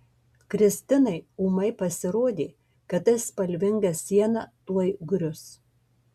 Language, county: Lithuanian, Marijampolė